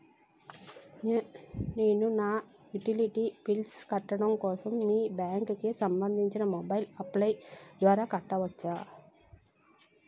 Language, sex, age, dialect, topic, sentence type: Telugu, female, 36-40, Utterandhra, banking, question